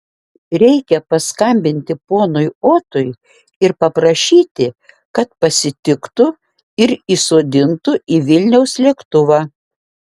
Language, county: Lithuanian, Šiauliai